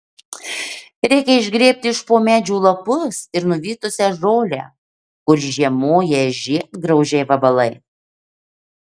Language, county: Lithuanian, Marijampolė